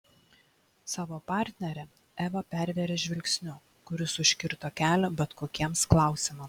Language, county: Lithuanian, Klaipėda